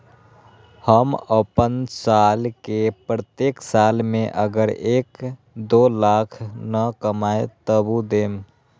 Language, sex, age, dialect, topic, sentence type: Magahi, male, 18-24, Western, banking, question